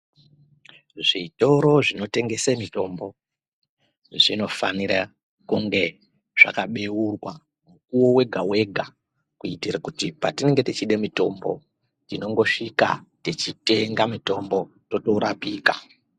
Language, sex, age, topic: Ndau, female, 36-49, health